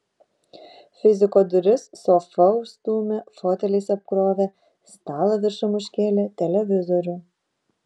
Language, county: Lithuanian, Vilnius